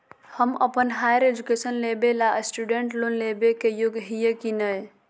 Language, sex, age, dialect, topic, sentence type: Magahi, female, 18-24, Southern, banking, statement